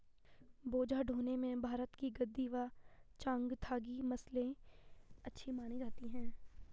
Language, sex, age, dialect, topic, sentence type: Hindi, female, 51-55, Garhwali, agriculture, statement